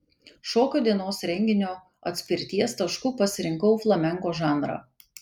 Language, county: Lithuanian, Kaunas